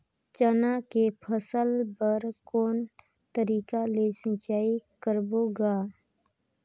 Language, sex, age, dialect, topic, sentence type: Chhattisgarhi, female, 25-30, Northern/Bhandar, agriculture, question